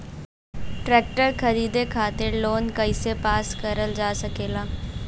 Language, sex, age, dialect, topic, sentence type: Bhojpuri, female, 18-24, Western, agriculture, question